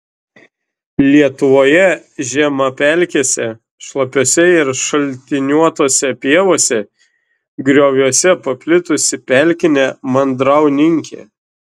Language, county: Lithuanian, Šiauliai